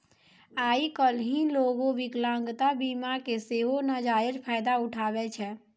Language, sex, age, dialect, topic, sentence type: Maithili, female, 60-100, Angika, banking, statement